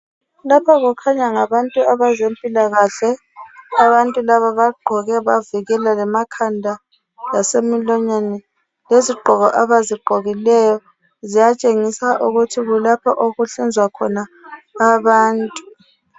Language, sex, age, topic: North Ndebele, female, 36-49, health